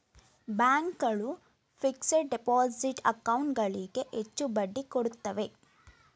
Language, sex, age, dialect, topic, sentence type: Kannada, female, 18-24, Mysore Kannada, banking, statement